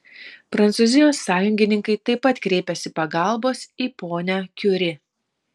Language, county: Lithuanian, Vilnius